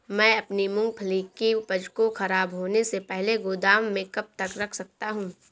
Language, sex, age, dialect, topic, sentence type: Hindi, female, 18-24, Awadhi Bundeli, agriculture, question